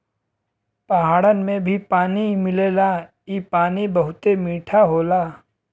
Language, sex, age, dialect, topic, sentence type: Bhojpuri, male, 18-24, Western, agriculture, statement